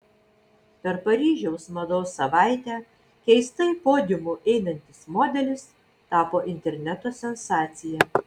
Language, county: Lithuanian, Vilnius